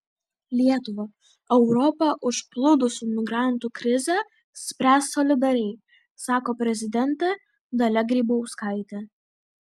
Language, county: Lithuanian, Vilnius